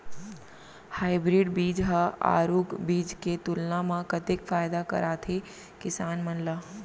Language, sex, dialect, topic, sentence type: Chhattisgarhi, female, Central, agriculture, question